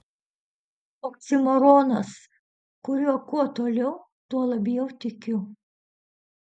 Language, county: Lithuanian, Utena